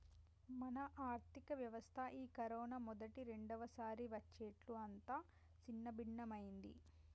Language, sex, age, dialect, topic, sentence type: Telugu, female, 18-24, Telangana, banking, statement